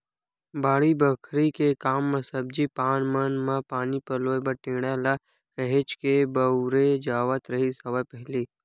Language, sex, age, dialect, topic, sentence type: Chhattisgarhi, male, 18-24, Western/Budati/Khatahi, agriculture, statement